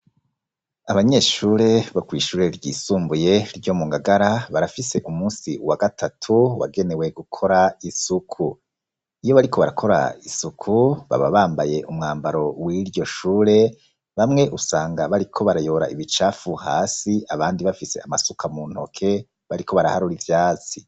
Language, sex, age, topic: Rundi, male, 36-49, education